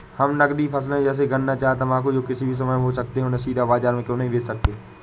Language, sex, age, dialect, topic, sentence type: Hindi, male, 18-24, Awadhi Bundeli, agriculture, question